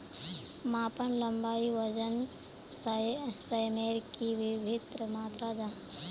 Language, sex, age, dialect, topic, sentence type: Magahi, female, 25-30, Northeastern/Surjapuri, agriculture, question